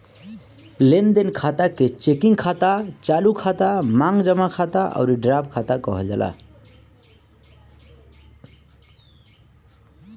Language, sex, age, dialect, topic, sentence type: Bhojpuri, male, 25-30, Northern, banking, statement